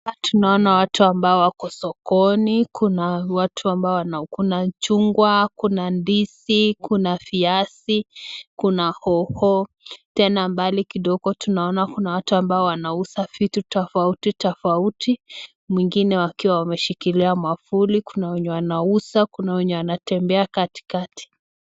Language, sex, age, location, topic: Swahili, female, 18-24, Nakuru, finance